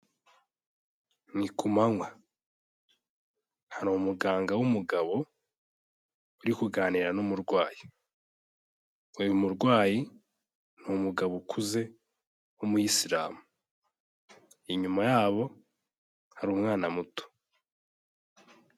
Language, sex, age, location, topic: Kinyarwanda, male, 18-24, Kigali, health